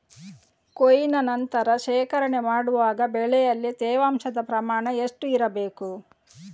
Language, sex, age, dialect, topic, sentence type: Kannada, female, 18-24, Coastal/Dakshin, agriculture, question